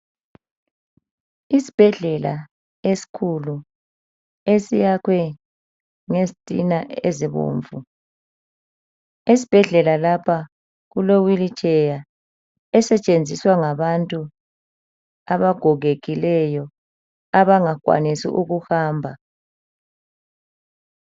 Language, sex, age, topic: North Ndebele, male, 50+, health